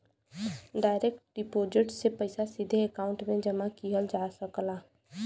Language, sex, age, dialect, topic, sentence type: Bhojpuri, female, 18-24, Western, banking, statement